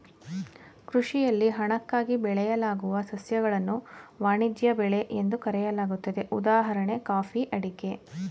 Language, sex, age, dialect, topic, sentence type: Kannada, female, 31-35, Mysore Kannada, agriculture, statement